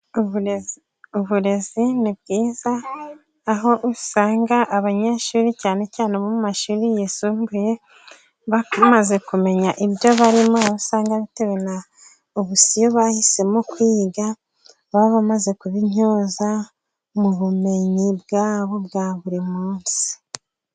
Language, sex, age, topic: Kinyarwanda, female, 25-35, education